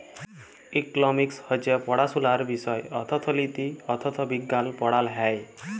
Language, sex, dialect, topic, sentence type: Bengali, male, Jharkhandi, banking, statement